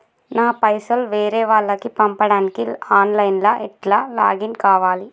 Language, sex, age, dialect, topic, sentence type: Telugu, female, 18-24, Telangana, banking, question